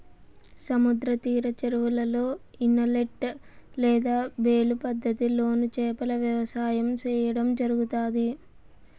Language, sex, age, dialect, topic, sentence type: Telugu, female, 18-24, Southern, agriculture, statement